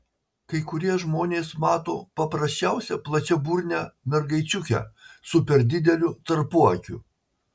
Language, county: Lithuanian, Marijampolė